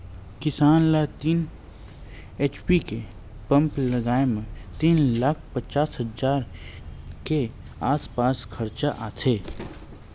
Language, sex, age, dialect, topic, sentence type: Chhattisgarhi, male, 18-24, Western/Budati/Khatahi, agriculture, statement